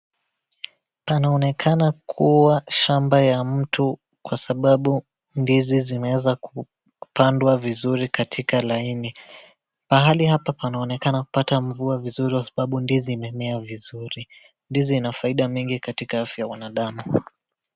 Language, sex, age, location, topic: Swahili, male, 18-24, Wajir, agriculture